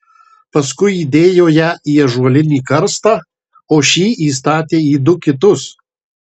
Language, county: Lithuanian, Marijampolė